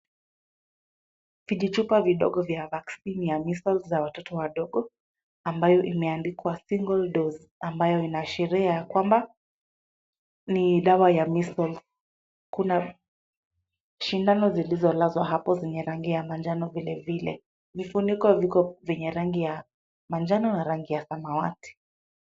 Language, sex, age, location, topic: Swahili, female, 25-35, Kisumu, health